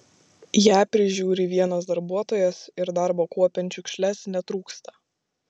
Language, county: Lithuanian, Šiauliai